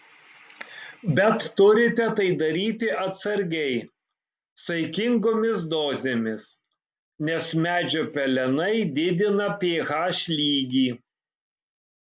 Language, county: Lithuanian, Kaunas